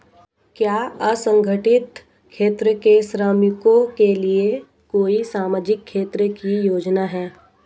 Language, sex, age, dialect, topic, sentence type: Hindi, female, 25-30, Marwari Dhudhari, banking, question